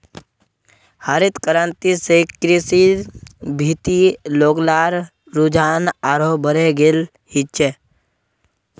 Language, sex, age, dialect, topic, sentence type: Magahi, male, 18-24, Northeastern/Surjapuri, agriculture, statement